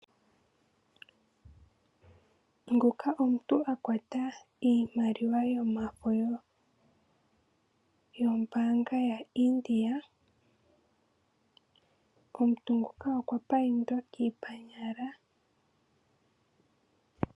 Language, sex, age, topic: Oshiwambo, female, 18-24, finance